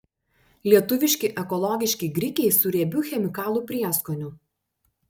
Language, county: Lithuanian, Panevėžys